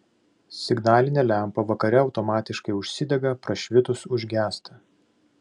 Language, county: Lithuanian, Vilnius